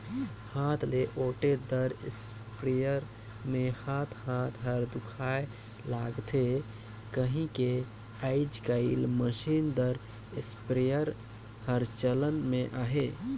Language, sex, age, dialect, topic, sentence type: Chhattisgarhi, male, 25-30, Northern/Bhandar, agriculture, statement